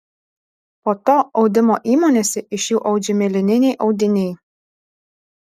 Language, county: Lithuanian, Alytus